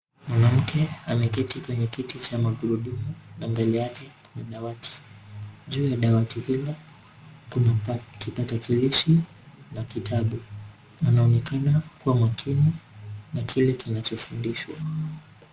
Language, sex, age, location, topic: Swahili, male, 18-24, Nairobi, education